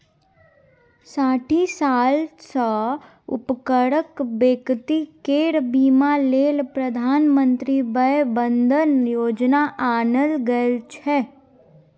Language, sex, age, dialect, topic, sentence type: Maithili, female, 18-24, Bajjika, banking, statement